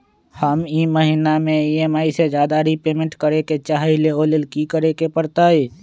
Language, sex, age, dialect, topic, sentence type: Magahi, male, 25-30, Western, banking, question